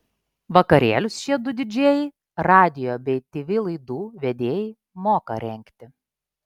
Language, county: Lithuanian, Klaipėda